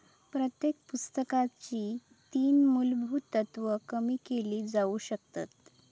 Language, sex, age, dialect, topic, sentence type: Marathi, female, 18-24, Southern Konkan, banking, statement